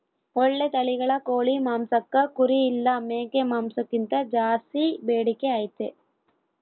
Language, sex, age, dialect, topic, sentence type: Kannada, female, 18-24, Central, agriculture, statement